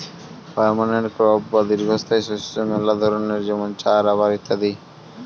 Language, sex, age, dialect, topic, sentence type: Bengali, male, 18-24, Western, agriculture, statement